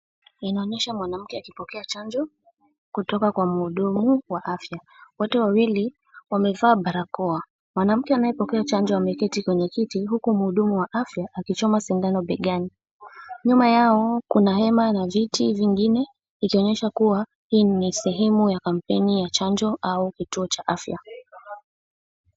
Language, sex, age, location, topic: Swahili, female, 18-24, Kisumu, health